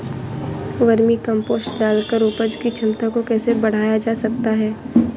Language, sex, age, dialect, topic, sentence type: Hindi, female, 25-30, Awadhi Bundeli, agriculture, question